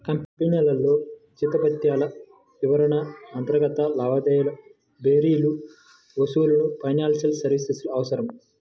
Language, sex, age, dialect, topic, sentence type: Telugu, male, 18-24, Central/Coastal, banking, statement